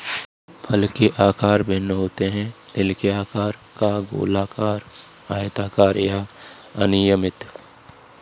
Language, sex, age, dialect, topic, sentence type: Hindi, male, 25-30, Kanauji Braj Bhasha, agriculture, statement